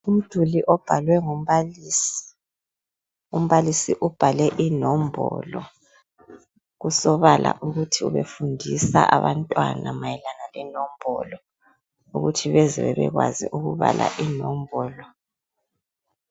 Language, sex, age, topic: North Ndebele, female, 25-35, education